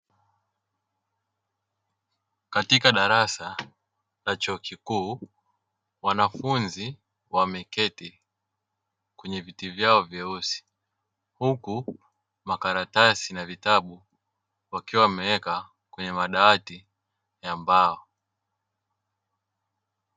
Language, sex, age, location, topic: Swahili, male, 18-24, Dar es Salaam, education